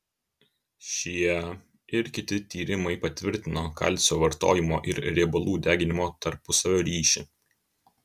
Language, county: Lithuanian, Kaunas